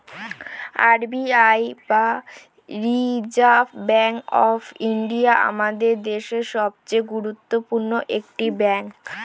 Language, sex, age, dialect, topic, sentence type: Bengali, female, <18, Standard Colloquial, banking, statement